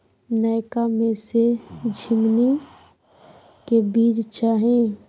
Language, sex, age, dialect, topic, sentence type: Maithili, female, 31-35, Bajjika, agriculture, question